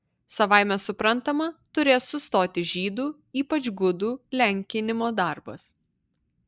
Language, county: Lithuanian, Vilnius